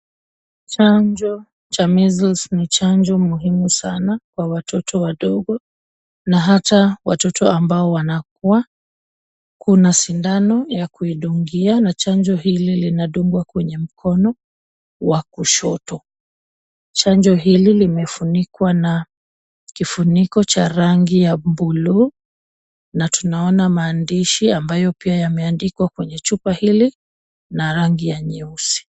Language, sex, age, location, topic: Swahili, female, 25-35, Kisumu, health